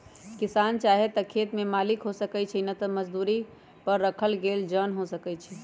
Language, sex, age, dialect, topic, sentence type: Magahi, female, 31-35, Western, agriculture, statement